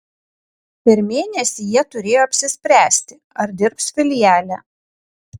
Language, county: Lithuanian, Kaunas